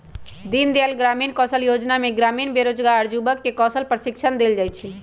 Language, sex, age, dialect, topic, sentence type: Magahi, male, 18-24, Western, banking, statement